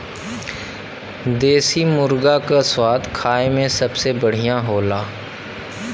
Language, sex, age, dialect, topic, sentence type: Bhojpuri, male, 25-30, Western, agriculture, statement